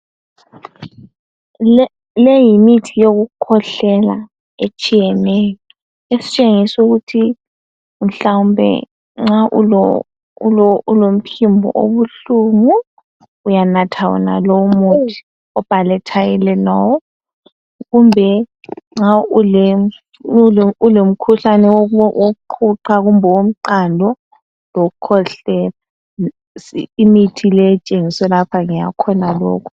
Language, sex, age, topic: North Ndebele, female, 18-24, health